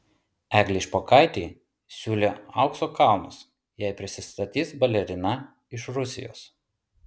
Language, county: Lithuanian, Vilnius